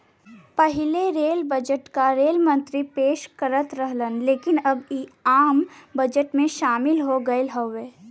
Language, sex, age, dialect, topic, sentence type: Bhojpuri, female, 18-24, Western, banking, statement